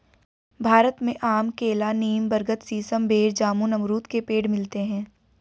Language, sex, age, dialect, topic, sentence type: Hindi, female, 18-24, Hindustani Malvi Khadi Boli, agriculture, statement